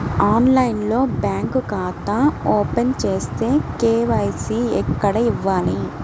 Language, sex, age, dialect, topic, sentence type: Telugu, female, 18-24, Central/Coastal, banking, question